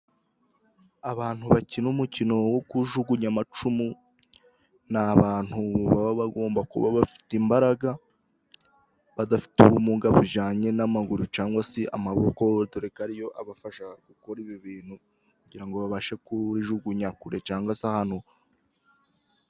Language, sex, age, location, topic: Kinyarwanda, male, 18-24, Musanze, government